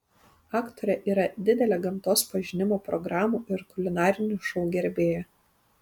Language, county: Lithuanian, Panevėžys